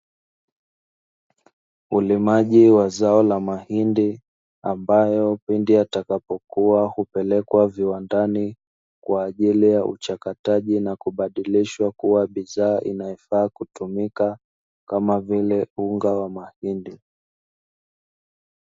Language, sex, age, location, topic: Swahili, male, 25-35, Dar es Salaam, agriculture